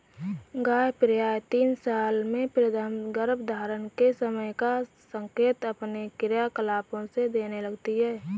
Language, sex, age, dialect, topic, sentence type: Hindi, female, 18-24, Awadhi Bundeli, agriculture, statement